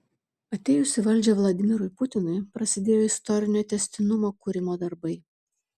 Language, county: Lithuanian, Šiauliai